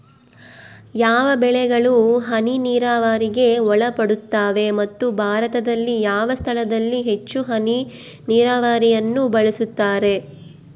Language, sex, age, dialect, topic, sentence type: Kannada, female, 25-30, Central, agriculture, question